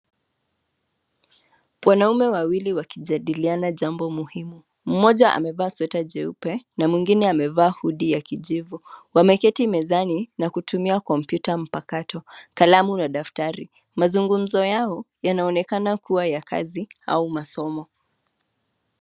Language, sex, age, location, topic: Swahili, female, 25-35, Nairobi, education